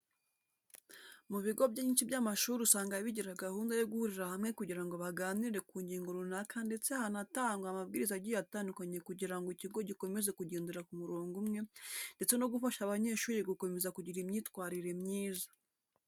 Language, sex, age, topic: Kinyarwanda, female, 18-24, education